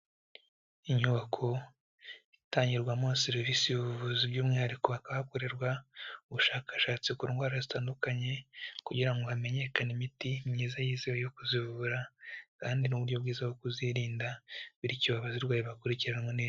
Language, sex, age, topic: Kinyarwanda, male, 18-24, health